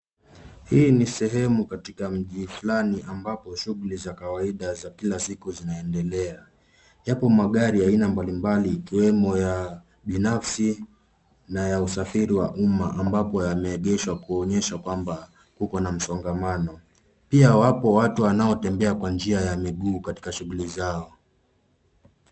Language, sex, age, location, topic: Swahili, male, 25-35, Nairobi, government